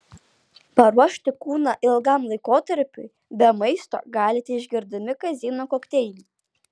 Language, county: Lithuanian, Alytus